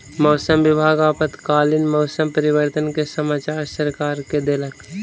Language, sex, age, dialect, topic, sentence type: Maithili, male, 36-40, Southern/Standard, agriculture, statement